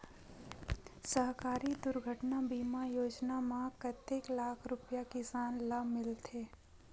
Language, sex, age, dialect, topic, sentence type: Chhattisgarhi, female, 60-100, Western/Budati/Khatahi, agriculture, question